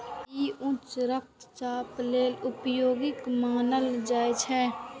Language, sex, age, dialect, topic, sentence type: Maithili, female, 46-50, Eastern / Thethi, agriculture, statement